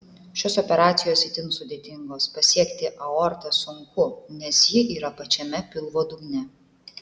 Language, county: Lithuanian, Klaipėda